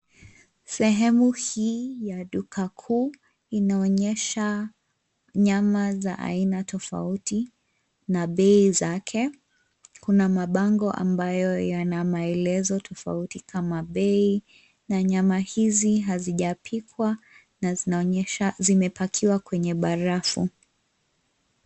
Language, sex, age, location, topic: Swahili, female, 25-35, Nairobi, finance